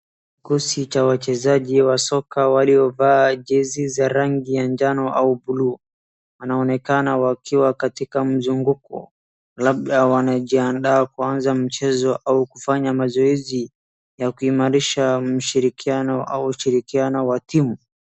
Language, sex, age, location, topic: Swahili, male, 18-24, Wajir, government